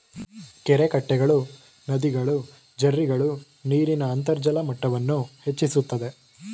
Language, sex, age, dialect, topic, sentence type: Kannada, male, 18-24, Mysore Kannada, agriculture, statement